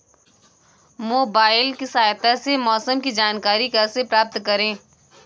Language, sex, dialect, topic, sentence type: Hindi, female, Kanauji Braj Bhasha, agriculture, question